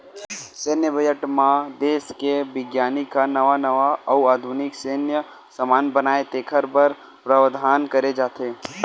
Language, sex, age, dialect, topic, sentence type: Chhattisgarhi, male, 18-24, Western/Budati/Khatahi, banking, statement